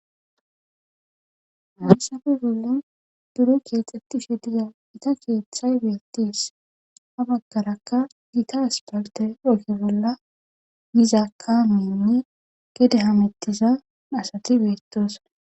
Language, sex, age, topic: Gamo, female, 18-24, government